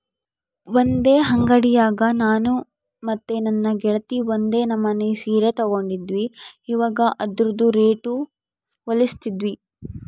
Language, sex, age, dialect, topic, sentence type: Kannada, female, 51-55, Central, banking, statement